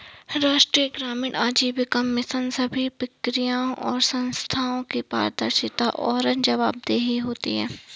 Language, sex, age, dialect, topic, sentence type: Hindi, female, 60-100, Awadhi Bundeli, banking, statement